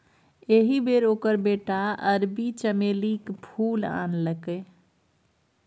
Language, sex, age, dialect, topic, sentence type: Maithili, female, 31-35, Bajjika, agriculture, statement